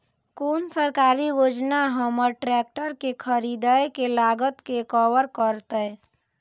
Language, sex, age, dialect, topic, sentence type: Maithili, female, 18-24, Eastern / Thethi, agriculture, question